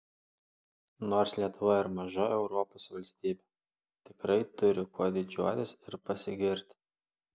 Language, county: Lithuanian, Klaipėda